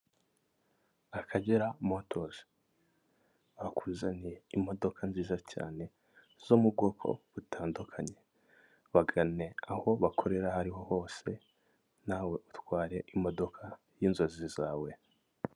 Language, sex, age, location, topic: Kinyarwanda, male, 25-35, Kigali, finance